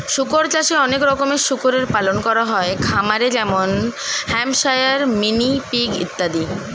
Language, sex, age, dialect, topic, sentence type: Bengali, male, 25-30, Standard Colloquial, agriculture, statement